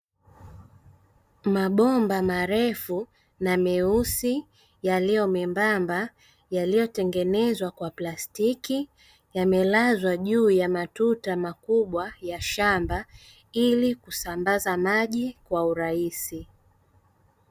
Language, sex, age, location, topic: Swahili, female, 25-35, Dar es Salaam, agriculture